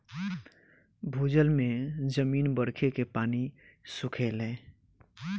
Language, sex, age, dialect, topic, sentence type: Bhojpuri, male, 18-24, Southern / Standard, agriculture, statement